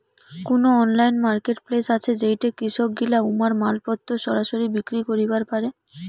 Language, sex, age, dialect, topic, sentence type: Bengali, female, 18-24, Rajbangshi, agriculture, statement